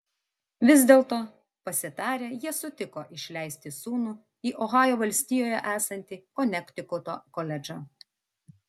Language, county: Lithuanian, Vilnius